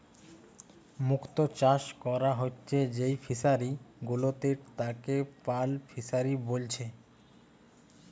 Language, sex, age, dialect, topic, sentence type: Bengali, male, 25-30, Western, agriculture, statement